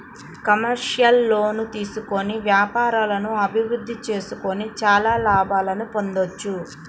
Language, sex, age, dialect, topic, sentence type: Telugu, female, 36-40, Central/Coastal, banking, statement